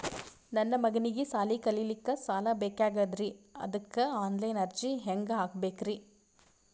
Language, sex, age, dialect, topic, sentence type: Kannada, female, 18-24, Northeastern, banking, question